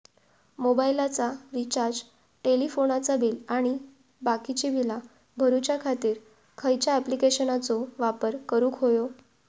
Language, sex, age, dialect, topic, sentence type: Marathi, female, 41-45, Southern Konkan, banking, question